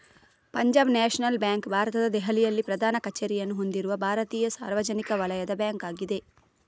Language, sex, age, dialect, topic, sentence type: Kannada, female, 25-30, Coastal/Dakshin, banking, statement